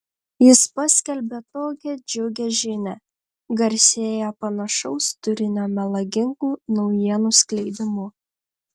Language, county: Lithuanian, Panevėžys